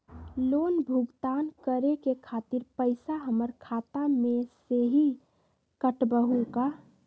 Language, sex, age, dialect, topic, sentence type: Magahi, female, 18-24, Western, banking, question